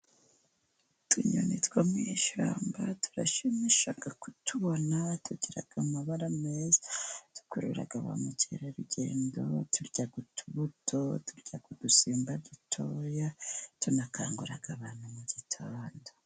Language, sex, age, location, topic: Kinyarwanda, female, 50+, Musanze, agriculture